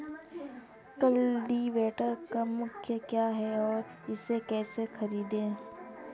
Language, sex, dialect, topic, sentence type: Hindi, female, Kanauji Braj Bhasha, agriculture, question